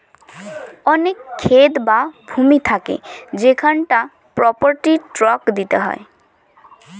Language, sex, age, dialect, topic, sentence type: Bengali, male, 31-35, Northern/Varendri, banking, statement